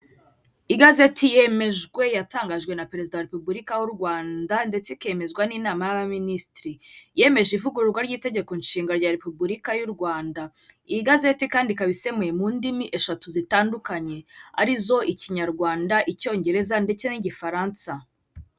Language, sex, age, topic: Kinyarwanda, female, 18-24, government